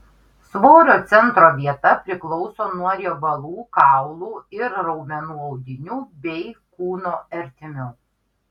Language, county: Lithuanian, Kaunas